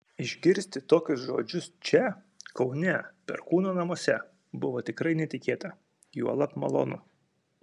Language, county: Lithuanian, Kaunas